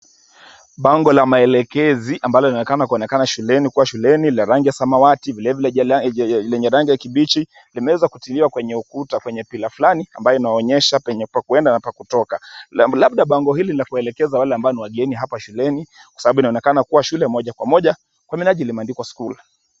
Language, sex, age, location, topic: Swahili, male, 25-35, Kisumu, education